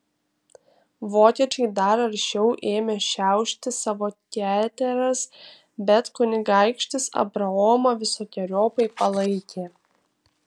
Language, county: Lithuanian, Kaunas